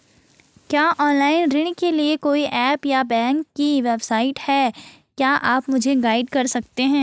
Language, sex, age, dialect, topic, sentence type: Hindi, female, 18-24, Garhwali, banking, question